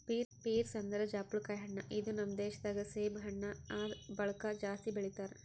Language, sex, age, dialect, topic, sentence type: Kannada, female, 18-24, Northeastern, agriculture, statement